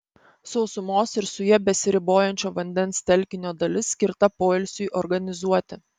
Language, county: Lithuanian, Panevėžys